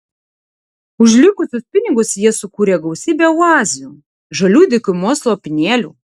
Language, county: Lithuanian, Tauragė